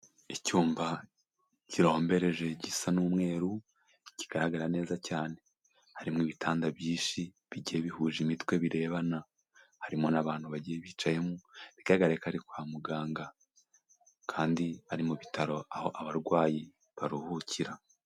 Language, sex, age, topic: Kinyarwanda, male, 25-35, health